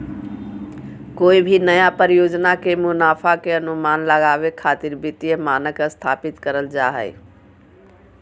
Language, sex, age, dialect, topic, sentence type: Magahi, female, 41-45, Southern, banking, statement